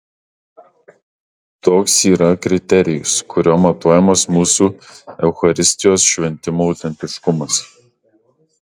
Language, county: Lithuanian, Kaunas